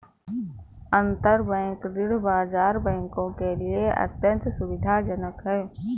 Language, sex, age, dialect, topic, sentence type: Hindi, female, 18-24, Awadhi Bundeli, banking, statement